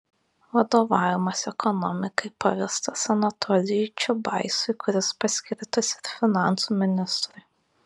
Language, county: Lithuanian, Kaunas